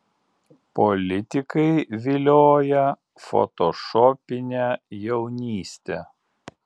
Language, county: Lithuanian, Alytus